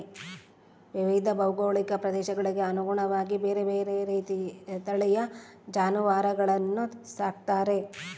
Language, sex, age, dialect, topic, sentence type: Kannada, female, 36-40, Central, agriculture, statement